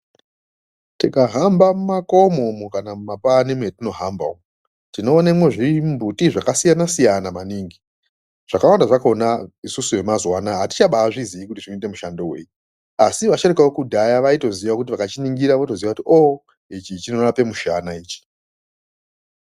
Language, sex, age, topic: Ndau, female, 25-35, health